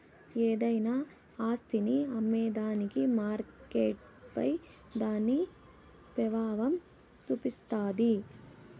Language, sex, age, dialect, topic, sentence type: Telugu, male, 18-24, Southern, banking, statement